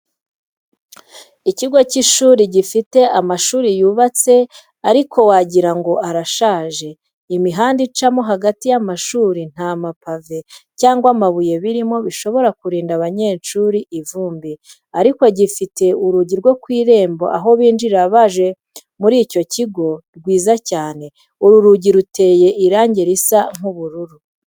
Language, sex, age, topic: Kinyarwanda, female, 25-35, education